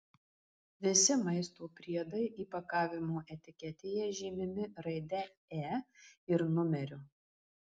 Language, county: Lithuanian, Marijampolė